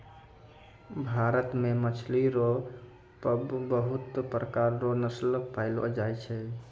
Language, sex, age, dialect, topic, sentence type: Maithili, male, 25-30, Angika, agriculture, statement